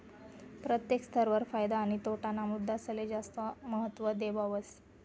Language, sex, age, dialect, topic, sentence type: Marathi, female, 18-24, Northern Konkan, banking, statement